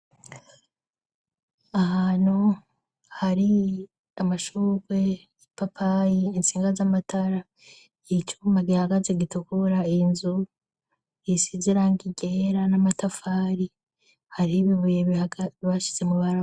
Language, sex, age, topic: Rundi, female, 25-35, education